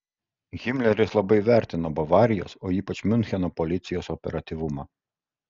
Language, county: Lithuanian, Kaunas